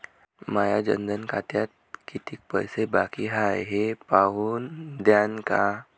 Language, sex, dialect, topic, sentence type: Marathi, male, Varhadi, banking, question